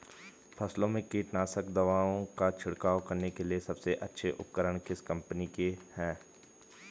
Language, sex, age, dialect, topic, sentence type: Hindi, male, 18-24, Garhwali, agriculture, question